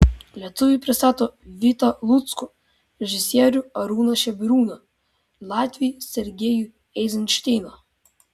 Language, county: Lithuanian, Vilnius